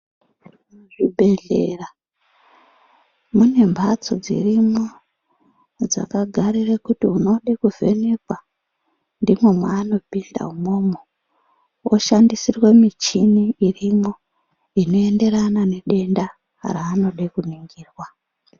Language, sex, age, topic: Ndau, female, 36-49, health